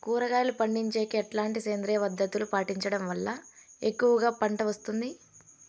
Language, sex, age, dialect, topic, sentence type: Telugu, female, 18-24, Southern, agriculture, question